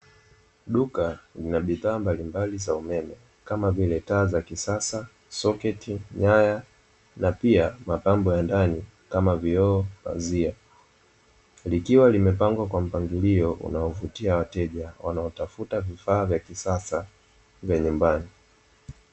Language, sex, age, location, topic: Swahili, male, 18-24, Dar es Salaam, finance